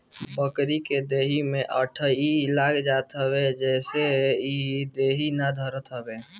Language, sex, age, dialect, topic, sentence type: Bhojpuri, male, <18, Northern, agriculture, statement